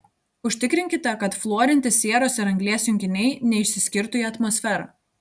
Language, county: Lithuanian, Telšiai